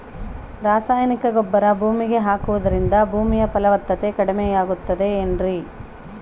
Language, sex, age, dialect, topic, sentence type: Kannada, female, 31-35, Central, agriculture, question